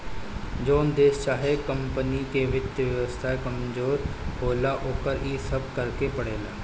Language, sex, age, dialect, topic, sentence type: Bhojpuri, male, 25-30, Northern, banking, statement